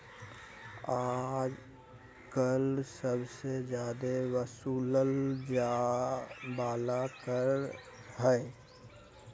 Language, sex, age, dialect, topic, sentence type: Magahi, male, 18-24, Southern, banking, statement